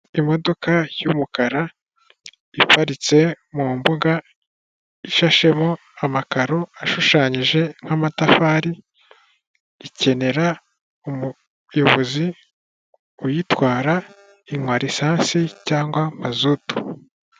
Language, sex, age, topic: Kinyarwanda, male, 18-24, finance